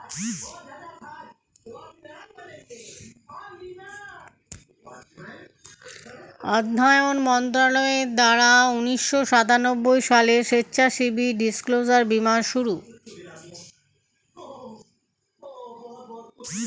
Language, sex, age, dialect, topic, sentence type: Bengali, female, 51-55, Standard Colloquial, banking, statement